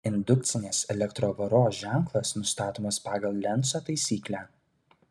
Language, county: Lithuanian, Kaunas